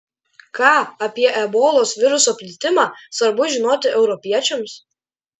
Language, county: Lithuanian, Klaipėda